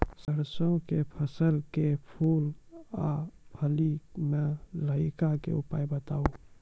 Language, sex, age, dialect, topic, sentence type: Maithili, male, 18-24, Angika, agriculture, question